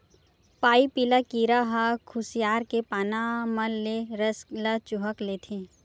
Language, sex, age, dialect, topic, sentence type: Chhattisgarhi, female, 18-24, Western/Budati/Khatahi, agriculture, statement